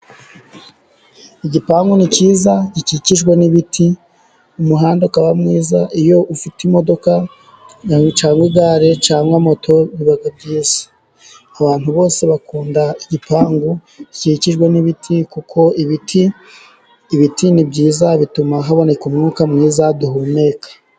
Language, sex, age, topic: Kinyarwanda, male, 36-49, government